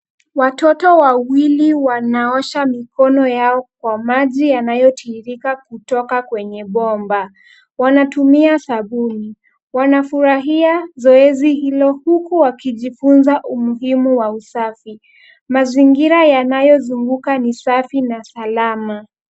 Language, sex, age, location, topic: Swahili, female, 25-35, Kisumu, health